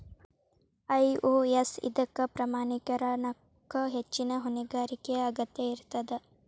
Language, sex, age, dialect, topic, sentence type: Kannada, female, 18-24, Dharwad Kannada, banking, statement